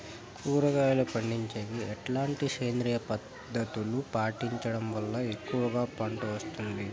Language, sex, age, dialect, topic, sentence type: Telugu, male, 18-24, Southern, agriculture, question